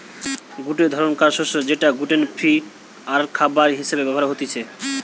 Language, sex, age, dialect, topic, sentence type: Bengali, male, 18-24, Western, agriculture, statement